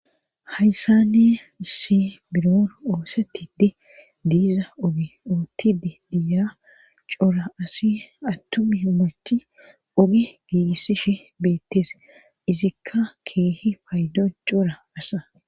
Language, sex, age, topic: Gamo, female, 25-35, government